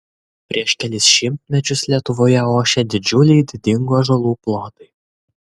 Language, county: Lithuanian, Kaunas